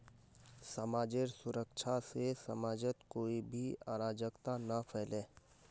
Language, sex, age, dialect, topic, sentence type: Magahi, male, 25-30, Northeastern/Surjapuri, banking, statement